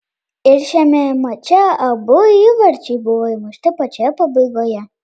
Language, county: Lithuanian, Panevėžys